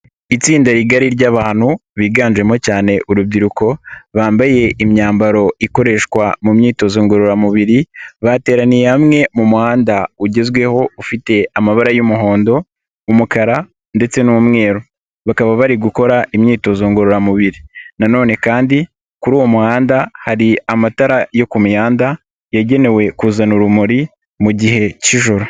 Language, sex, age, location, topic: Kinyarwanda, male, 18-24, Nyagatare, government